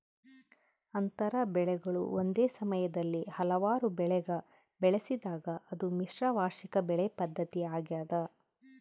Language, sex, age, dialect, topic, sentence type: Kannada, female, 31-35, Central, agriculture, statement